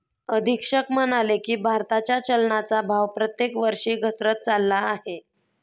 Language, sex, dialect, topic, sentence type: Marathi, female, Standard Marathi, banking, statement